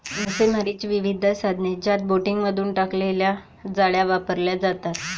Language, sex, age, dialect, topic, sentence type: Marathi, female, 25-30, Varhadi, agriculture, statement